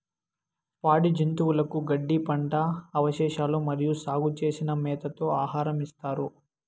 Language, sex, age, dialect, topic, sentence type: Telugu, male, 18-24, Southern, agriculture, statement